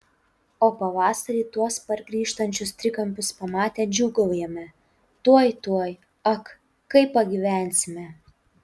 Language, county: Lithuanian, Utena